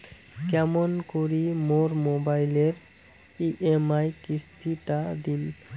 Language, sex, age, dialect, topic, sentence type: Bengali, male, 18-24, Rajbangshi, banking, question